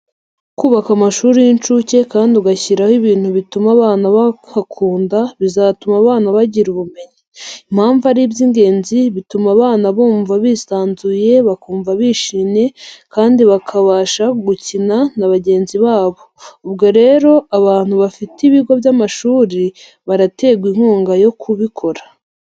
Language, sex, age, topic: Kinyarwanda, female, 25-35, education